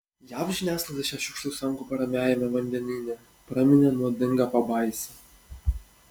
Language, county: Lithuanian, Panevėžys